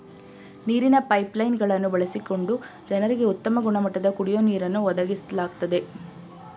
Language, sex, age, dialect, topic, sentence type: Kannada, female, 25-30, Mysore Kannada, agriculture, statement